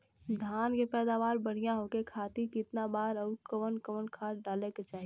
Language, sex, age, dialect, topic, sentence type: Bhojpuri, female, 18-24, Western, agriculture, question